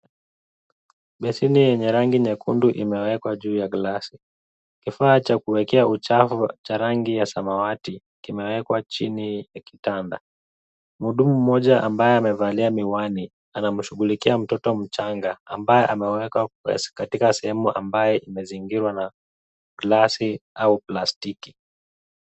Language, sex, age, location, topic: Swahili, male, 25-35, Kisumu, health